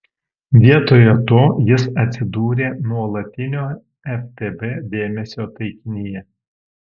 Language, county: Lithuanian, Alytus